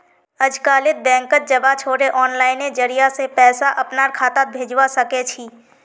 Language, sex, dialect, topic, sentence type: Magahi, female, Northeastern/Surjapuri, banking, statement